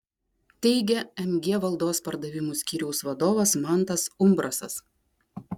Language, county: Lithuanian, Klaipėda